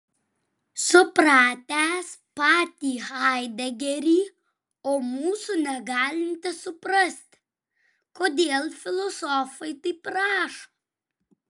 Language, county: Lithuanian, Vilnius